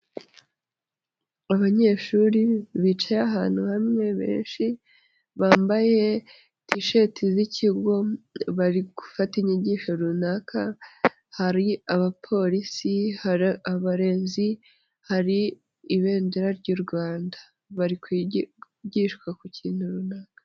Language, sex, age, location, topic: Kinyarwanda, female, 25-35, Nyagatare, education